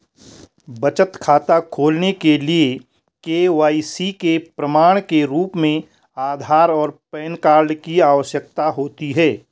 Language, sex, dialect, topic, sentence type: Hindi, male, Garhwali, banking, statement